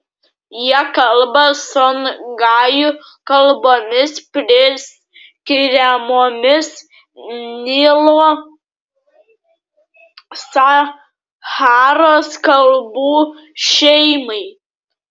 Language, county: Lithuanian, Klaipėda